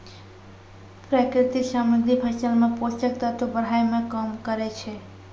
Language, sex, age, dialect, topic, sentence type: Maithili, female, 18-24, Angika, agriculture, statement